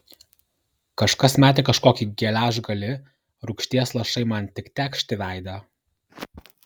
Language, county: Lithuanian, Kaunas